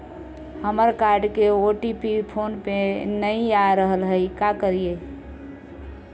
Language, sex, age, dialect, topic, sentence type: Magahi, female, 18-24, Southern, banking, question